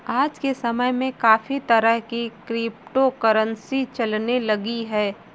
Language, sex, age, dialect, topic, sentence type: Hindi, female, 18-24, Marwari Dhudhari, banking, statement